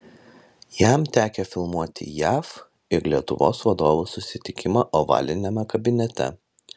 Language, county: Lithuanian, Vilnius